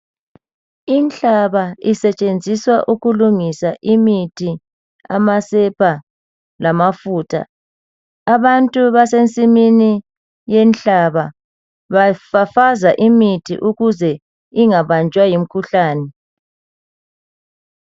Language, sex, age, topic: North Ndebele, male, 50+, health